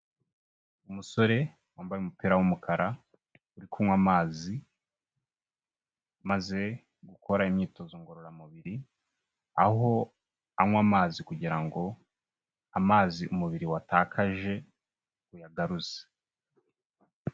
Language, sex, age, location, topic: Kinyarwanda, male, 25-35, Kigali, health